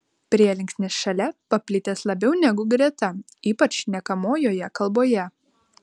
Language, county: Lithuanian, Vilnius